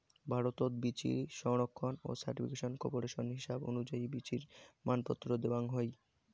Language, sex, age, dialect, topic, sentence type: Bengali, male, 18-24, Rajbangshi, agriculture, statement